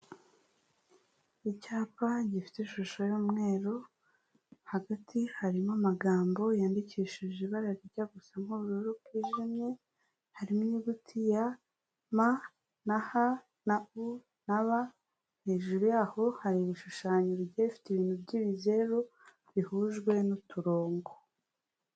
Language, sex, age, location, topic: Kinyarwanda, female, 36-49, Huye, health